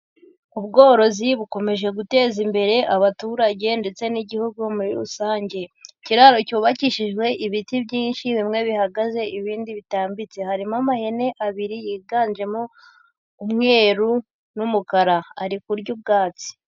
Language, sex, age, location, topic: Kinyarwanda, female, 18-24, Huye, agriculture